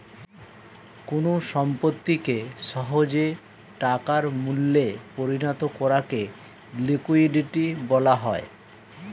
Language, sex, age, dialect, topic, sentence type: Bengali, male, 36-40, Standard Colloquial, banking, statement